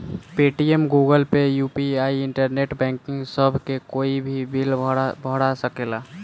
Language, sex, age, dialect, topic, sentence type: Bhojpuri, female, <18, Southern / Standard, banking, statement